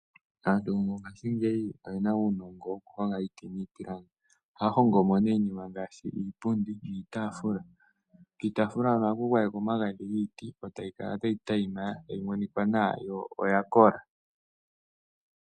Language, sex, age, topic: Oshiwambo, male, 18-24, finance